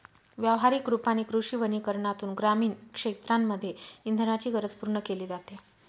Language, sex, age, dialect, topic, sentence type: Marathi, female, 25-30, Northern Konkan, agriculture, statement